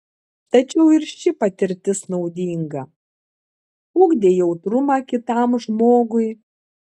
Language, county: Lithuanian, Klaipėda